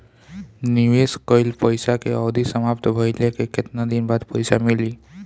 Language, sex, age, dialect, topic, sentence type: Bhojpuri, male, 25-30, Northern, banking, question